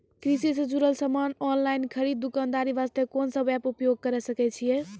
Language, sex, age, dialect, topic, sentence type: Maithili, female, 18-24, Angika, agriculture, question